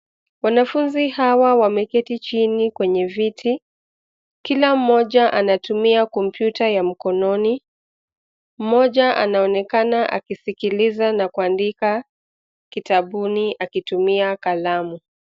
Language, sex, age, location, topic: Swahili, female, 25-35, Nairobi, education